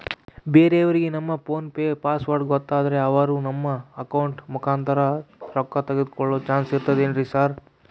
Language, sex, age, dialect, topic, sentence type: Kannada, male, 18-24, Central, banking, question